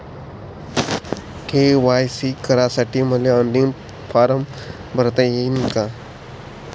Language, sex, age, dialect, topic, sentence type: Marathi, male, 25-30, Varhadi, banking, question